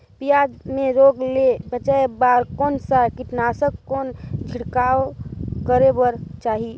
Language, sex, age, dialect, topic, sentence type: Chhattisgarhi, female, 25-30, Northern/Bhandar, agriculture, question